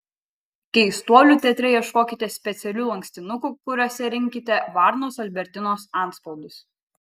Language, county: Lithuanian, Kaunas